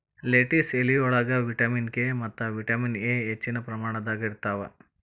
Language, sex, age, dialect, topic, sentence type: Kannada, male, 41-45, Dharwad Kannada, agriculture, statement